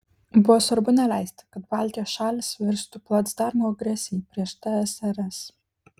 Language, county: Lithuanian, Kaunas